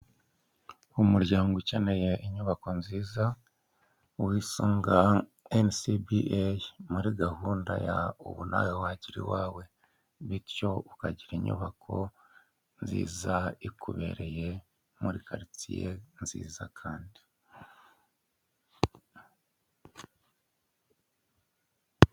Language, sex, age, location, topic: Kinyarwanda, male, 50+, Kigali, finance